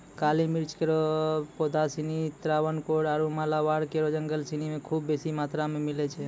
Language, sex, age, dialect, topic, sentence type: Maithili, male, 25-30, Angika, agriculture, statement